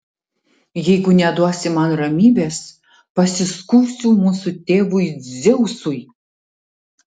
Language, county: Lithuanian, Tauragė